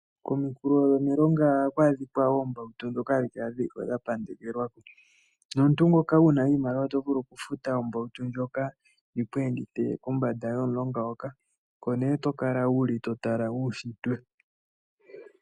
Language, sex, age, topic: Oshiwambo, male, 18-24, agriculture